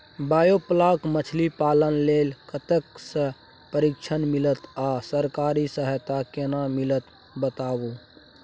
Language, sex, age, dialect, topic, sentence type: Maithili, male, 25-30, Bajjika, agriculture, question